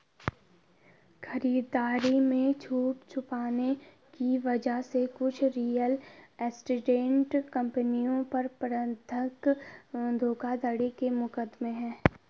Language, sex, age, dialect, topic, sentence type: Hindi, female, 18-24, Garhwali, banking, statement